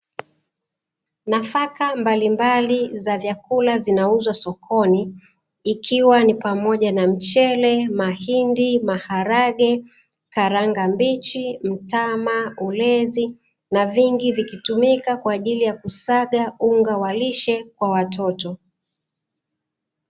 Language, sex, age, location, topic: Swahili, female, 36-49, Dar es Salaam, finance